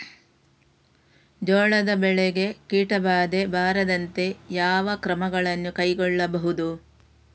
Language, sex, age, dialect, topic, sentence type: Kannada, female, 36-40, Coastal/Dakshin, agriculture, question